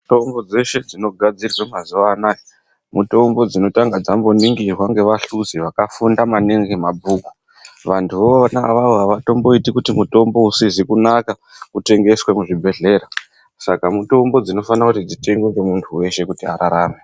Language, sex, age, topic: Ndau, female, 36-49, health